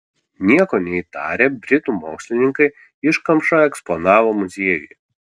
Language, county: Lithuanian, Kaunas